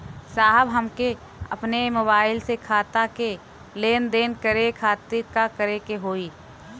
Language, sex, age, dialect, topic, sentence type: Bhojpuri, female, 18-24, Western, banking, question